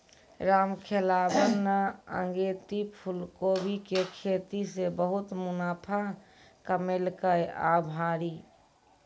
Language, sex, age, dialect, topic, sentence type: Maithili, female, 18-24, Angika, agriculture, statement